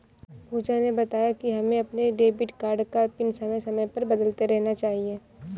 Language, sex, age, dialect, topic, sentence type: Hindi, female, 18-24, Kanauji Braj Bhasha, banking, statement